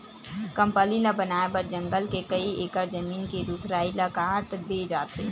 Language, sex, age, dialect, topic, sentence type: Chhattisgarhi, female, 18-24, Western/Budati/Khatahi, agriculture, statement